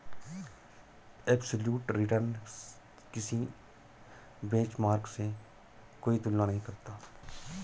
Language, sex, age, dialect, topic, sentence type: Hindi, male, 36-40, Awadhi Bundeli, banking, statement